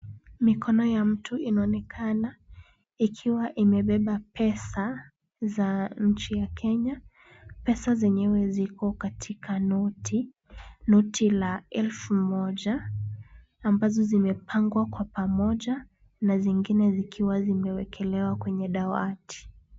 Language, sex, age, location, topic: Swahili, female, 18-24, Kisumu, finance